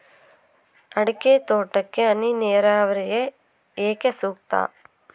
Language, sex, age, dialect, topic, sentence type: Kannada, female, 18-24, Central, agriculture, question